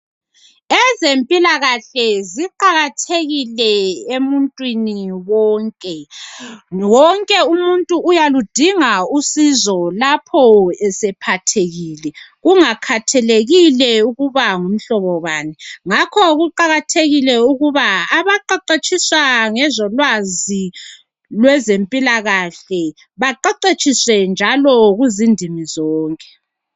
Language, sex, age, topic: North Ndebele, female, 36-49, health